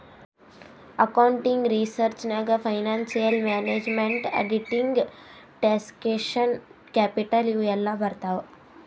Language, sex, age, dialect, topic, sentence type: Kannada, female, 18-24, Northeastern, banking, statement